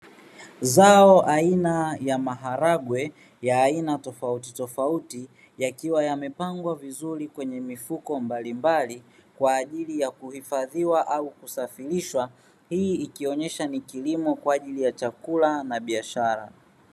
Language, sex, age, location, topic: Swahili, male, 36-49, Dar es Salaam, agriculture